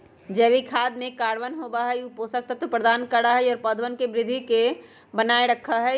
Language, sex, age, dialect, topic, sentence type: Magahi, male, 18-24, Western, agriculture, statement